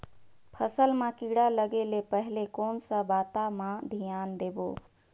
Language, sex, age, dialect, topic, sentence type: Chhattisgarhi, female, 31-35, Northern/Bhandar, agriculture, question